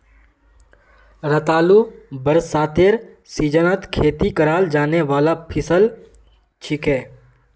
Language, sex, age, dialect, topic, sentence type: Magahi, male, 18-24, Northeastern/Surjapuri, agriculture, statement